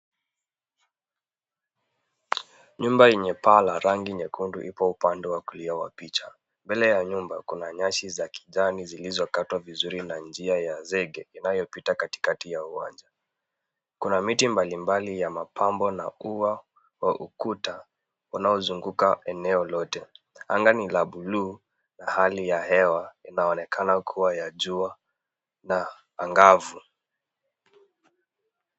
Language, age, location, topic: Swahili, 36-49, Kisumu, education